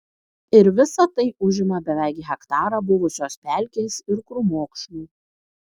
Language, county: Lithuanian, Kaunas